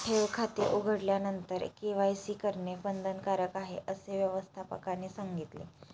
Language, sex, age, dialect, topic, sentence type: Marathi, female, 25-30, Standard Marathi, banking, statement